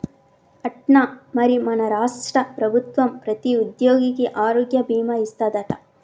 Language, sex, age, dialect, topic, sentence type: Telugu, female, 31-35, Telangana, banking, statement